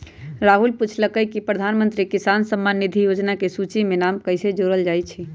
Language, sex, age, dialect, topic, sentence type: Magahi, female, 31-35, Western, agriculture, statement